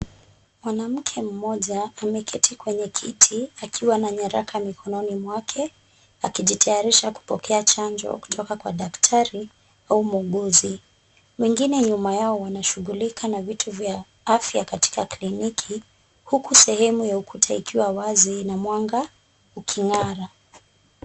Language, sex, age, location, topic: Swahili, female, 25-35, Kisumu, health